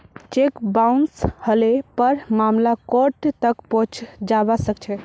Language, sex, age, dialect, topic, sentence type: Magahi, female, 18-24, Northeastern/Surjapuri, banking, statement